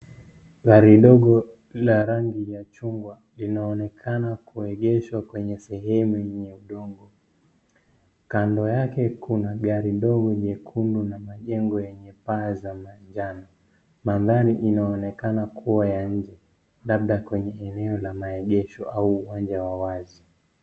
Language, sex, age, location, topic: Swahili, male, 25-35, Nairobi, finance